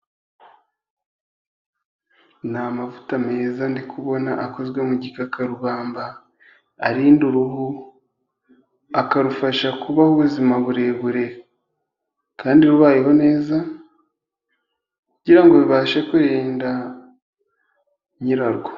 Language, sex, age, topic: Kinyarwanda, male, 18-24, health